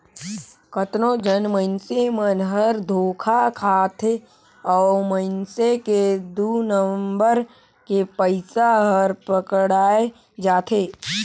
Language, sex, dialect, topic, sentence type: Chhattisgarhi, male, Northern/Bhandar, banking, statement